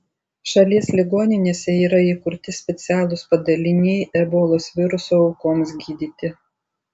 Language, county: Lithuanian, Tauragė